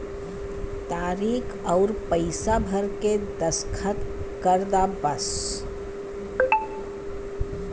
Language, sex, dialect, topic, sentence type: Bhojpuri, female, Western, banking, statement